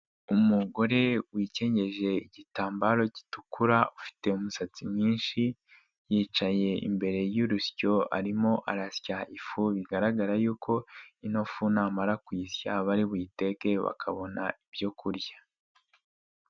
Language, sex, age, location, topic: Kinyarwanda, male, 18-24, Nyagatare, government